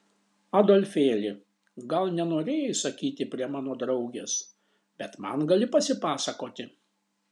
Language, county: Lithuanian, Šiauliai